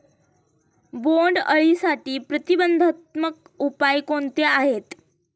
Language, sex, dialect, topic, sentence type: Marathi, female, Standard Marathi, agriculture, question